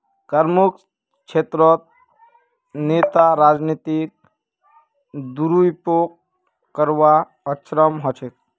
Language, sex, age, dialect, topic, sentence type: Magahi, male, 60-100, Northeastern/Surjapuri, banking, statement